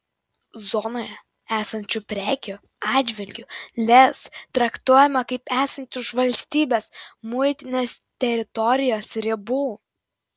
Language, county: Lithuanian, Vilnius